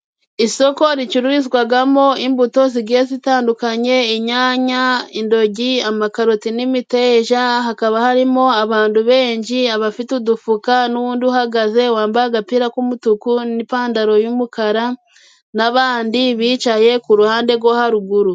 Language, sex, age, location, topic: Kinyarwanda, female, 25-35, Musanze, finance